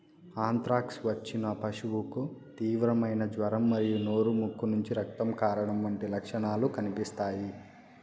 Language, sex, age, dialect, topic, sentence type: Telugu, male, 41-45, Southern, agriculture, statement